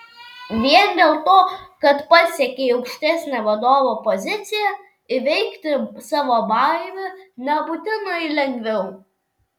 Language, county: Lithuanian, Vilnius